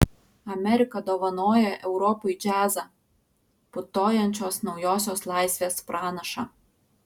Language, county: Lithuanian, Alytus